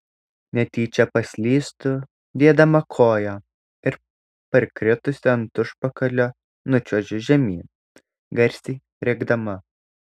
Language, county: Lithuanian, Alytus